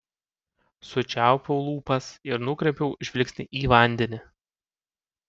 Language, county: Lithuanian, Panevėžys